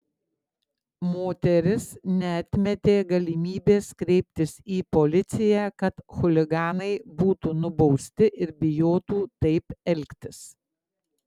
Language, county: Lithuanian, Klaipėda